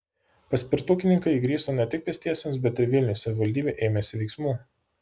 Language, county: Lithuanian, Panevėžys